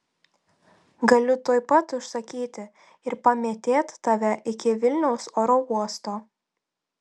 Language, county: Lithuanian, Telšiai